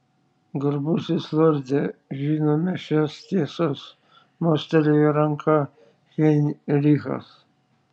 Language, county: Lithuanian, Šiauliai